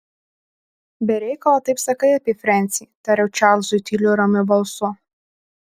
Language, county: Lithuanian, Alytus